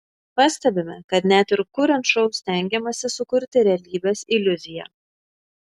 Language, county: Lithuanian, Šiauliai